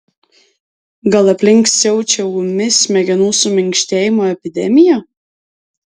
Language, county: Lithuanian, Alytus